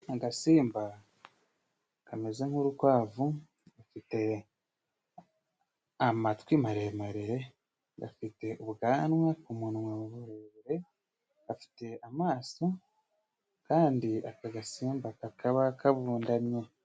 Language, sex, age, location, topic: Kinyarwanda, male, 25-35, Musanze, agriculture